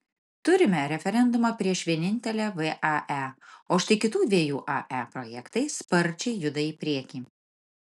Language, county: Lithuanian, Marijampolė